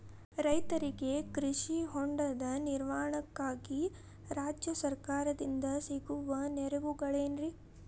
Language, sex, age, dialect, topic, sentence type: Kannada, female, 18-24, Dharwad Kannada, agriculture, question